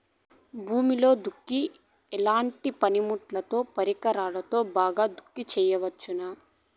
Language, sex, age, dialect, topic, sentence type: Telugu, female, 25-30, Southern, agriculture, question